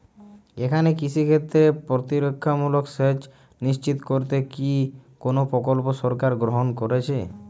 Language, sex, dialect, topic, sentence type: Bengali, male, Jharkhandi, agriculture, question